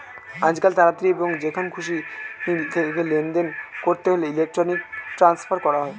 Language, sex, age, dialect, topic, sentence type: Bengali, male, 18-24, Standard Colloquial, banking, statement